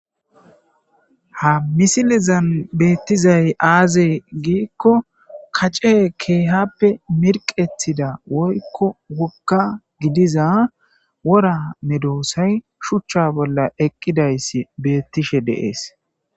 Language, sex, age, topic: Gamo, male, 25-35, agriculture